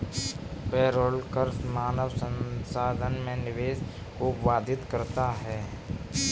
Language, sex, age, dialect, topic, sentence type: Hindi, male, 18-24, Kanauji Braj Bhasha, banking, statement